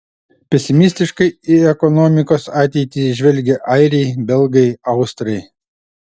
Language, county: Lithuanian, Utena